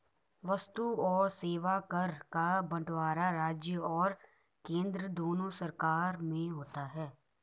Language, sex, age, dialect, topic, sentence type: Hindi, male, 18-24, Garhwali, banking, statement